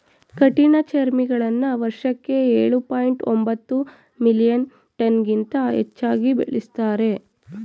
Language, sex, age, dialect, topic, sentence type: Kannada, female, 18-24, Mysore Kannada, agriculture, statement